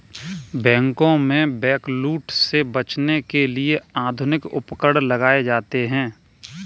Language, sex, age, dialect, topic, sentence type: Hindi, male, 18-24, Kanauji Braj Bhasha, banking, statement